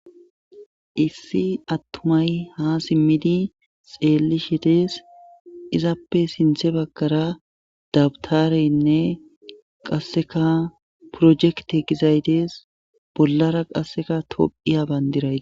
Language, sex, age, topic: Gamo, male, 18-24, government